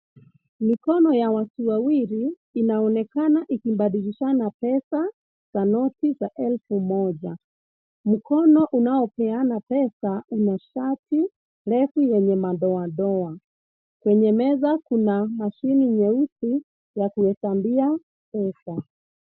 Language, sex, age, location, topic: Swahili, female, 36-49, Kisii, finance